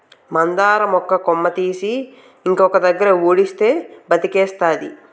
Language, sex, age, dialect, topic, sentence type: Telugu, male, 18-24, Utterandhra, agriculture, statement